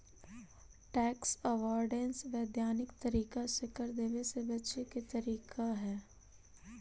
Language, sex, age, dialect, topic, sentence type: Magahi, female, 18-24, Central/Standard, banking, statement